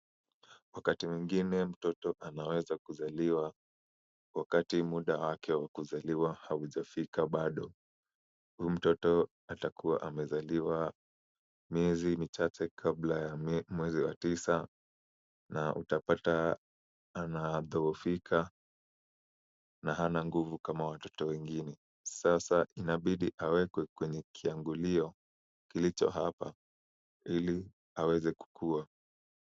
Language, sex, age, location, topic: Swahili, male, 18-24, Kisumu, health